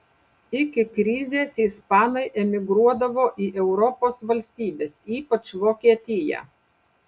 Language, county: Lithuanian, Panevėžys